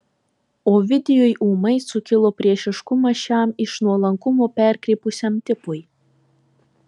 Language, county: Lithuanian, Telšiai